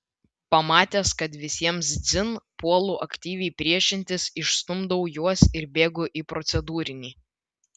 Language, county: Lithuanian, Vilnius